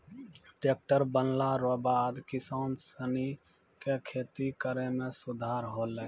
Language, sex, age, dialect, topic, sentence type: Maithili, male, 25-30, Angika, agriculture, statement